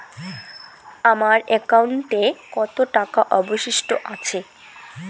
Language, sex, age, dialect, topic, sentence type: Bengali, female, 18-24, Rajbangshi, banking, question